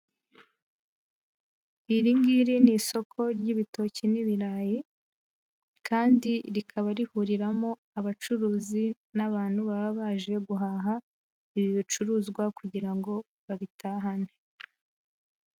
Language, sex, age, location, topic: Kinyarwanda, female, 18-24, Huye, finance